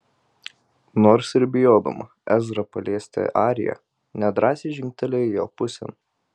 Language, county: Lithuanian, Telšiai